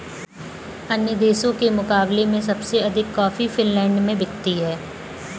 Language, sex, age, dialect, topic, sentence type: Hindi, female, 18-24, Kanauji Braj Bhasha, agriculture, statement